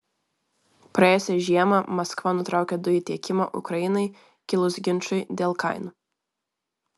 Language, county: Lithuanian, Vilnius